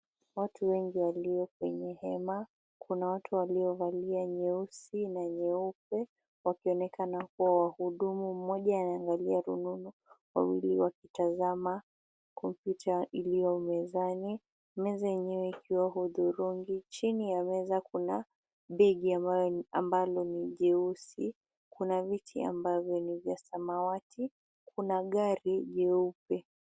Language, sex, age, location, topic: Swahili, female, 18-24, Nakuru, government